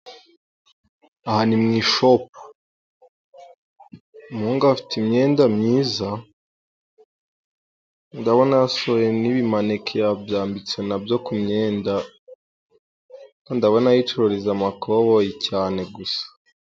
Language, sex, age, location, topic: Kinyarwanda, male, 18-24, Musanze, finance